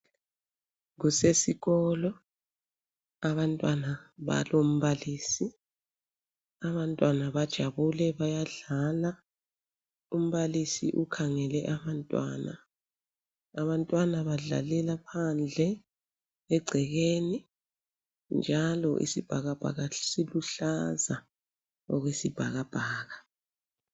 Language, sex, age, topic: North Ndebele, female, 36-49, education